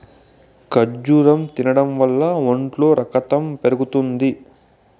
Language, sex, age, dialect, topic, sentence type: Telugu, male, 18-24, Southern, agriculture, statement